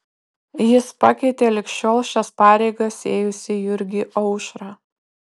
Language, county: Lithuanian, Kaunas